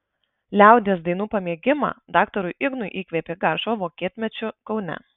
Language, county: Lithuanian, Marijampolė